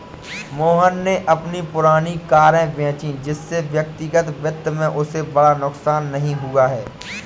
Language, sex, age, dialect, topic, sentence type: Hindi, female, 18-24, Awadhi Bundeli, banking, statement